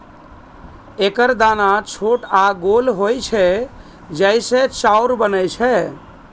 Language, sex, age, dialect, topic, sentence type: Maithili, male, 31-35, Eastern / Thethi, agriculture, statement